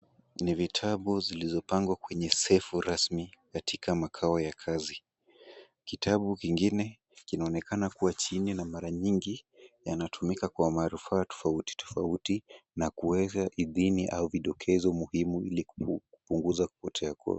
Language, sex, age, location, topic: Swahili, male, 18-24, Kisumu, education